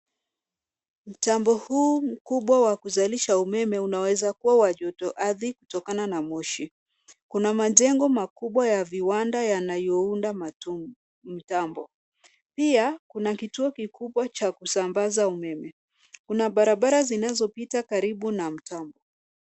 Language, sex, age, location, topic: Swahili, female, 25-35, Nairobi, government